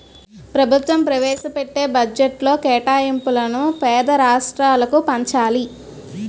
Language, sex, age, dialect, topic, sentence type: Telugu, female, 46-50, Utterandhra, banking, statement